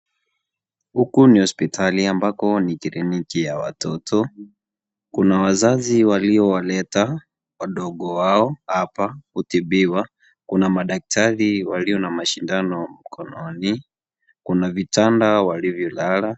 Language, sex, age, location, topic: Swahili, male, 18-24, Kisii, health